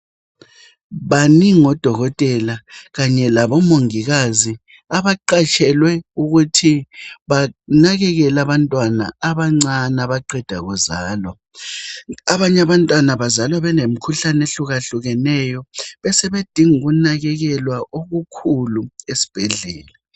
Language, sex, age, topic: North Ndebele, female, 25-35, health